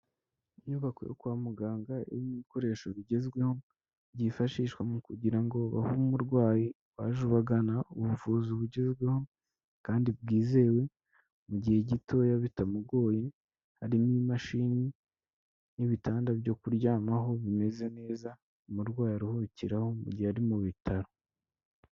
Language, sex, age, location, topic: Kinyarwanda, male, 25-35, Kigali, health